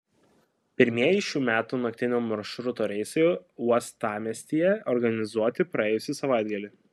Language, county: Lithuanian, Kaunas